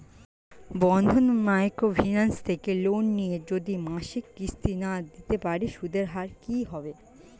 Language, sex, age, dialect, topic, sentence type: Bengali, female, 25-30, Standard Colloquial, banking, question